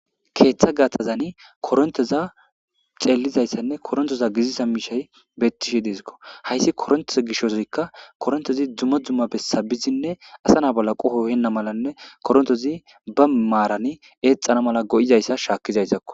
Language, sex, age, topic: Gamo, male, 25-35, government